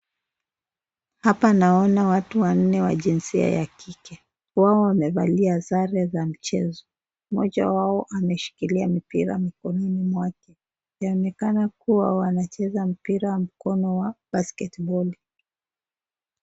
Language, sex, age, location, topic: Swahili, female, 25-35, Nakuru, government